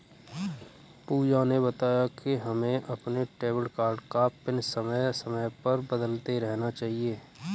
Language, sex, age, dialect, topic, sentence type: Hindi, male, 25-30, Kanauji Braj Bhasha, banking, statement